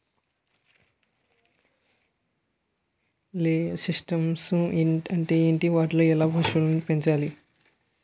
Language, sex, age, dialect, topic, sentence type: Telugu, male, 18-24, Utterandhra, agriculture, question